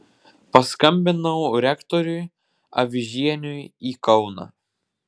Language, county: Lithuanian, Vilnius